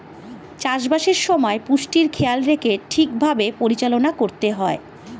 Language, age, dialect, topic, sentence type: Bengali, 41-45, Standard Colloquial, agriculture, statement